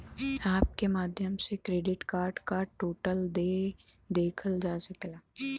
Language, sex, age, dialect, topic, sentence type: Bhojpuri, female, 18-24, Western, banking, statement